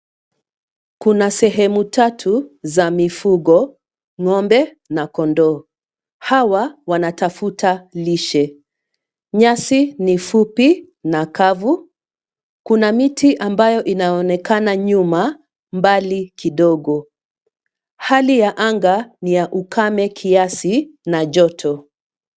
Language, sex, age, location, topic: Swahili, female, 50+, Nairobi, government